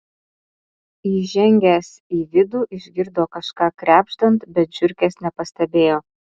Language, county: Lithuanian, Utena